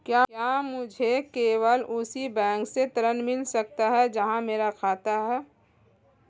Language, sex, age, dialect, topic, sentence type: Hindi, female, 25-30, Marwari Dhudhari, banking, question